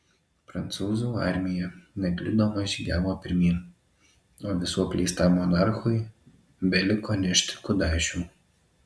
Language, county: Lithuanian, Alytus